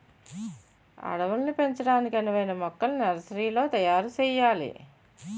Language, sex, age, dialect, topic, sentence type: Telugu, female, 56-60, Utterandhra, agriculture, statement